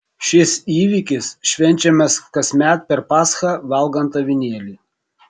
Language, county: Lithuanian, Kaunas